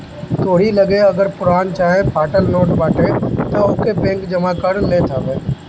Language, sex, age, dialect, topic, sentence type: Bhojpuri, male, 31-35, Northern, banking, statement